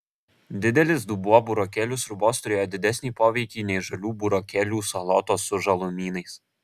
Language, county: Lithuanian, Kaunas